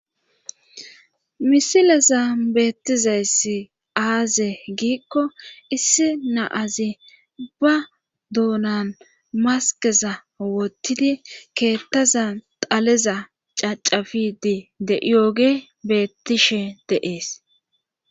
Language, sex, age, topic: Gamo, female, 25-35, government